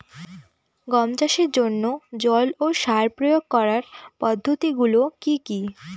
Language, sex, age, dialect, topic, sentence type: Bengali, female, 18-24, Northern/Varendri, agriculture, question